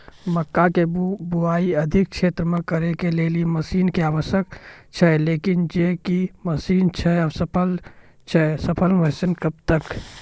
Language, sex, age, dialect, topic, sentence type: Maithili, male, 18-24, Angika, agriculture, question